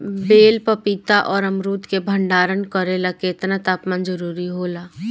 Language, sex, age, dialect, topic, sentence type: Bhojpuri, female, 18-24, Southern / Standard, agriculture, question